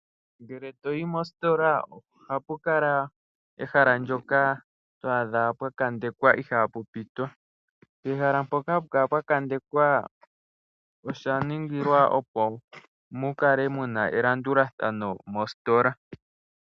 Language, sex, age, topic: Oshiwambo, male, 18-24, finance